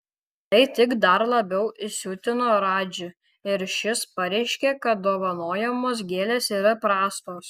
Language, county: Lithuanian, Kaunas